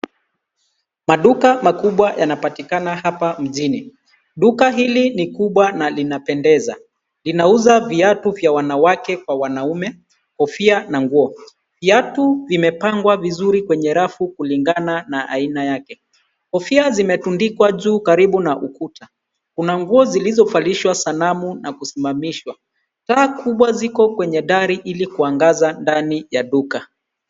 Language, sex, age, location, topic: Swahili, male, 36-49, Nairobi, finance